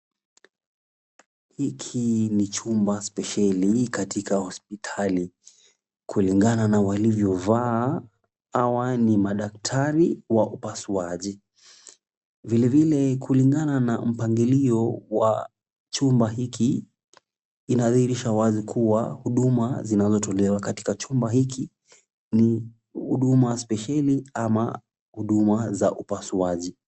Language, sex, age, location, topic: Swahili, male, 25-35, Kisumu, health